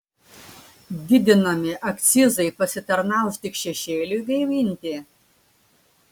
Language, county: Lithuanian, Klaipėda